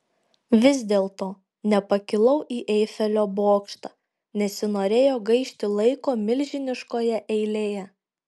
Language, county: Lithuanian, Šiauliai